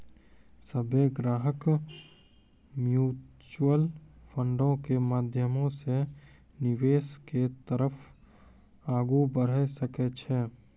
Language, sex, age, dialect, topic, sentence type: Maithili, male, 18-24, Angika, banking, statement